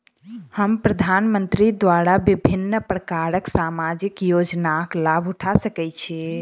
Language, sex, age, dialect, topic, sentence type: Maithili, female, 18-24, Southern/Standard, banking, question